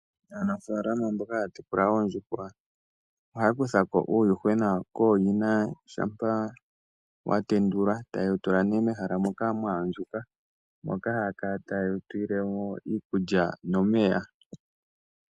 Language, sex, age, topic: Oshiwambo, male, 18-24, agriculture